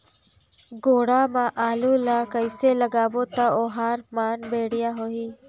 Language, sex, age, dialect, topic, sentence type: Chhattisgarhi, female, 56-60, Northern/Bhandar, agriculture, question